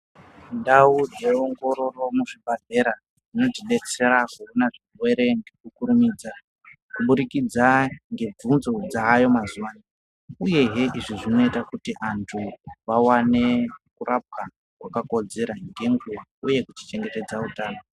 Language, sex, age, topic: Ndau, male, 25-35, health